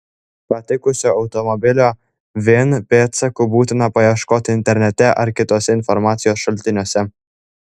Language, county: Lithuanian, Klaipėda